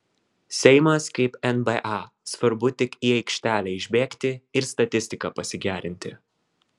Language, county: Lithuanian, Vilnius